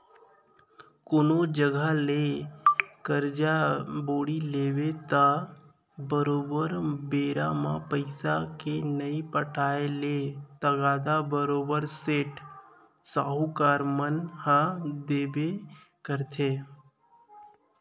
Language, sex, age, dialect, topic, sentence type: Chhattisgarhi, male, 25-30, Central, banking, statement